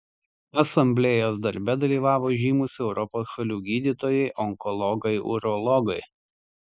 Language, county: Lithuanian, Tauragė